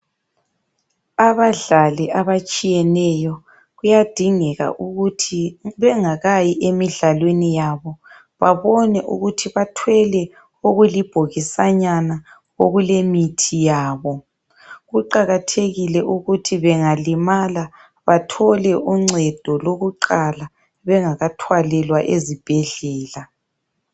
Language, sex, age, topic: North Ndebele, male, 36-49, health